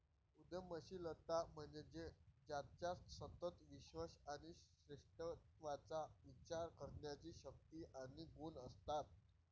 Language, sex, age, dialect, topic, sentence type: Marathi, male, 18-24, Varhadi, banking, statement